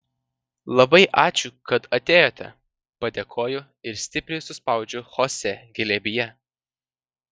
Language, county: Lithuanian, Vilnius